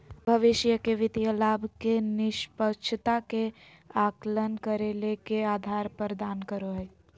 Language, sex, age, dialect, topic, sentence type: Magahi, female, 18-24, Southern, banking, statement